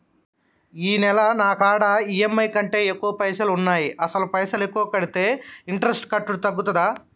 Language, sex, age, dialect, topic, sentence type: Telugu, male, 31-35, Telangana, banking, question